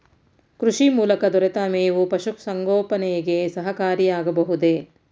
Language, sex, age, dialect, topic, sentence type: Kannada, female, 46-50, Mysore Kannada, agriculture, question